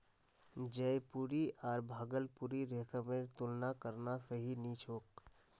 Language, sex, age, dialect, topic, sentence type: Magahi, male, 25-30, Northeastern/Surjapuri, agriculture, statement